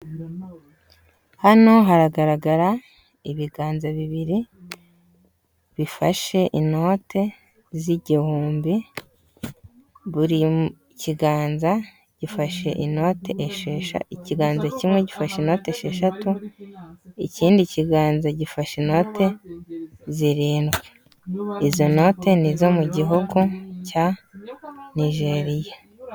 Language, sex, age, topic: Kinyarwanda, female, 18-24, finance